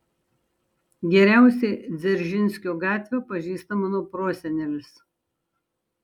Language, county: Lithuanian, Šiauliai